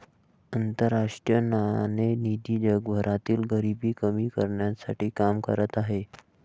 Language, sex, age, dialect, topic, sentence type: Marathi, male, 18-24, Varhadi, banking, statement